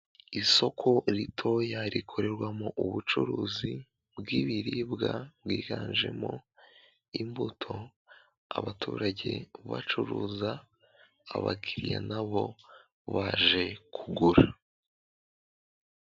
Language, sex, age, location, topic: Kinyarwanda, male, 18-24, Kigali, finance